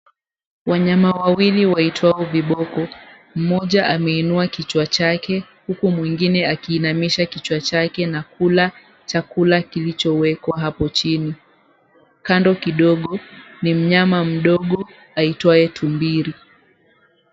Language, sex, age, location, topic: Swahili, female, 18-24, Mombasa, agriculture